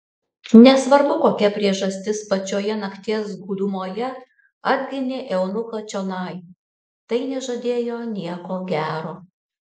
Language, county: Lithuanian, Alytus